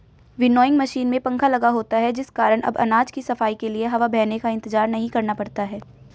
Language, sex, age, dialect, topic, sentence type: Hindi, female, 18-24, Hindustani Malvi Khadi Boli, agriculture, statement